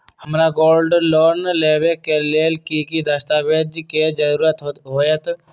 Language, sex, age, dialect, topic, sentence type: Magahi, male, 18-24, Western, banking, question